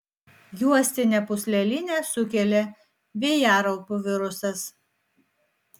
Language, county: Lithuanian, Vilnius